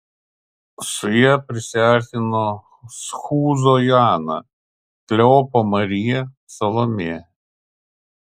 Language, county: Lithuanian, Kaunas